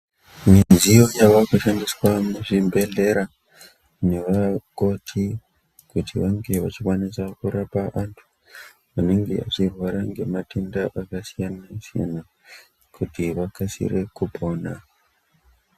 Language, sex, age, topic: Ndau, female, 50+, health